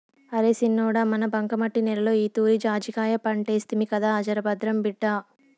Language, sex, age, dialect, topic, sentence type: Telugu, female, 46-50, Southern, agriculture, statement